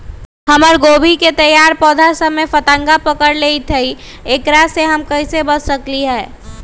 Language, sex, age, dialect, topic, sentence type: Magahi, female, 25-30, Western, agriculture, question